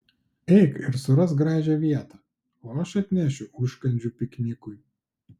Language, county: Lithuanian, Klaipėda